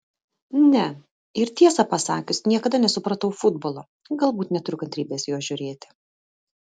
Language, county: Lithuanian, Vilnius